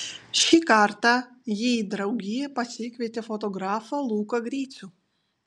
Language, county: Lithuanian, Vilnius